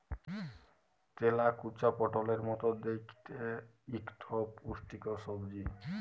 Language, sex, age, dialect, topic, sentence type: Bengali, male, 18-24, Jharkhandi, agriculture, statement